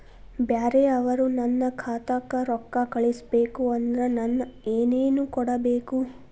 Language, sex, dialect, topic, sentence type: Kannada, female, Dharwad Kannada, banking, question